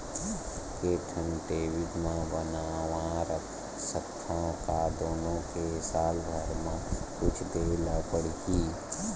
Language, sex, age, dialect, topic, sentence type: Chhattisgarhi, male, 18-24, Western/Budati/Khatahi, banking, question